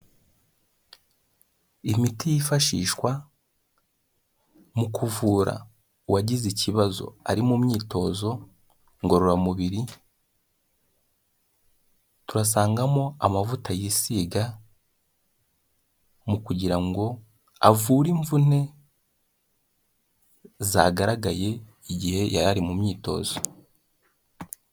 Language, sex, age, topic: Kinyarwanda, male, 18-24, health